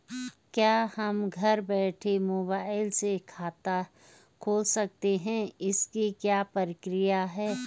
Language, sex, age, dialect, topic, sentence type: Hindi, female, 46-50, Garhwali, banking, question